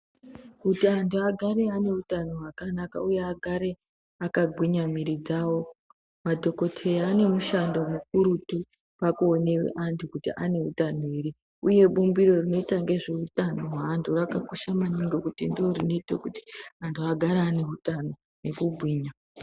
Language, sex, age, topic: Ndau, female, 18-24, health